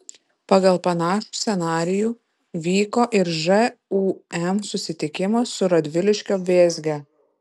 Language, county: Lithuanian, Vilnius